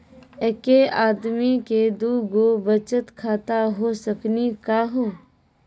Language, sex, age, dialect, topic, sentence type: Maithili, female, 25-30, Angika, banking, question